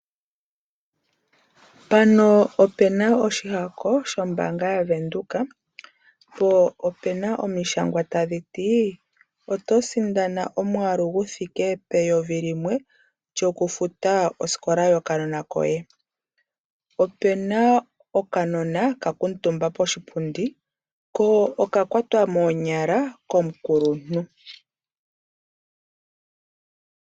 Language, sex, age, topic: Oshiwambo, female, 25-35, finance